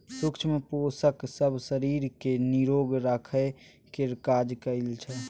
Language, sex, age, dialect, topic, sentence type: Maithili, male, 18-24, Bajjika, agriculture, statement